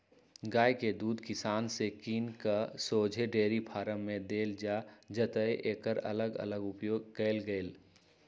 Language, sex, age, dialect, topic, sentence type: Magahi, male, 56-60, Western, agriculture, statement